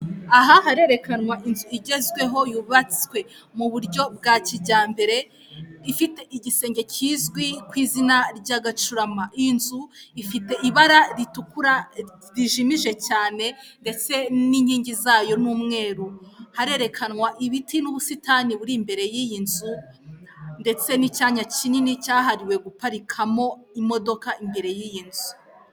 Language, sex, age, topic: Kinyarwanda, female, 18-24, finance